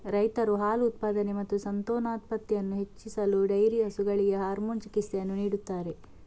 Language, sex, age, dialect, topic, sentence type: Kannada, female, 51-55, Coastal/Dakshin, agriculture, statement